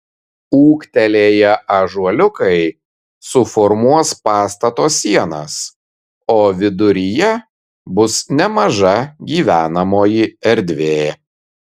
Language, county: Lithuanian, Kaunas